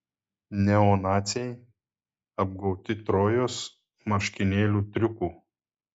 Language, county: Lithuanian, Telšiai